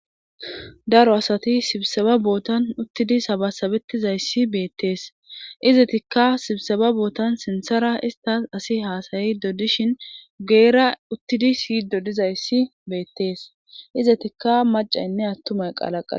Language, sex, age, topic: Gamo, female, 25-35, government